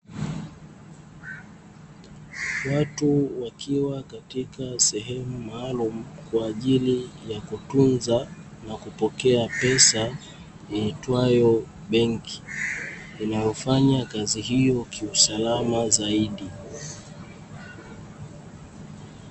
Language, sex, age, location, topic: Swahili, male, 18-24, Dar es Salaam, finance